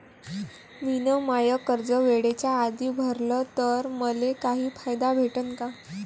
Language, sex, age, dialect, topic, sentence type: Marathi, female, 18-24, Varhadi, banking, question